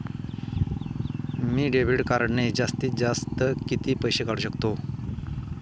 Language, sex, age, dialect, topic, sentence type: Marathi, male, 18-24, Standard Marathi, banking, question